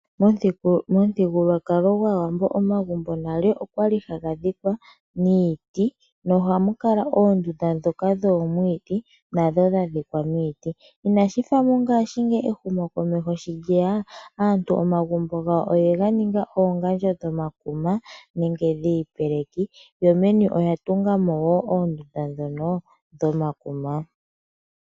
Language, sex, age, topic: Oshiwambo, female, 25-35, agriculture